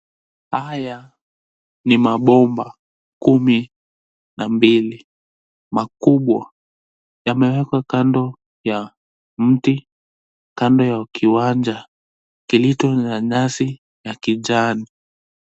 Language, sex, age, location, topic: Swahili, male, 18-24, Nairobi, government